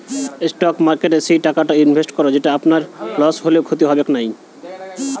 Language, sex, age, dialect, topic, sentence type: Bengali, male, 18-24, Western, banking, statement